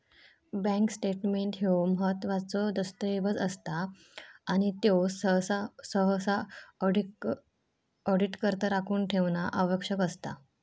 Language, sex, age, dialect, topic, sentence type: Marathi, female, 18-24, Southern Konkan, banking, statement